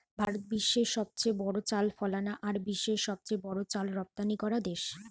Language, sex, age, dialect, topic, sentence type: Bengali, female, 25-30, Western, agriculture, statement